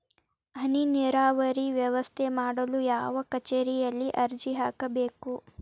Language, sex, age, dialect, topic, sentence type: Kannada, female, 18-24, Dharwad Kannada, agriculture, question